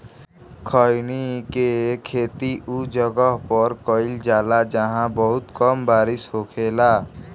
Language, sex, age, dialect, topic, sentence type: Bhojpuri, male, <18, Southern / Standard, agriculture, statement